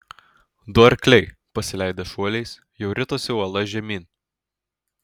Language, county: Lithuanian, Alytus